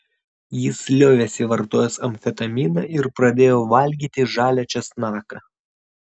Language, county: Lithuanian, Vilnius